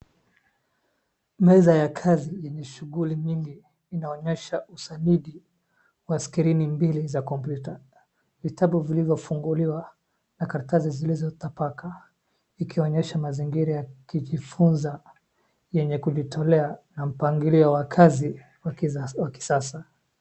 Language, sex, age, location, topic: Swahili, male, 18-24, Wajir, education